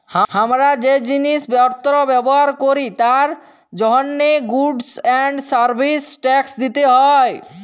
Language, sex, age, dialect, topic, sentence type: Bengali, male, 18-24, Jharkhandi, banking, statement